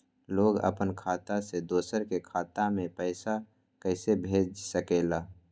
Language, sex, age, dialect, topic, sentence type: Magahi, male, 41-45, Western, banking, question